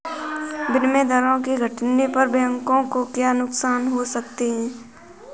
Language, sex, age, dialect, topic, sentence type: Hindi, female, 18-24, Kanauji Braj Bhasha, banking, statement